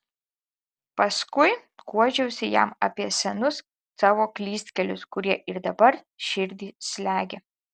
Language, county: Lithuanian, Alytus